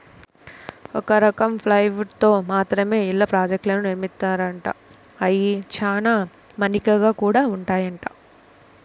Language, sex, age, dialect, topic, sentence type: Telugu, female, 18-24, Central/Coastal, agriculture, statement